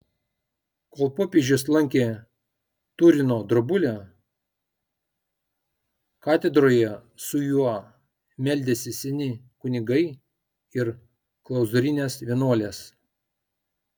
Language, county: Lithuanian, Kaunas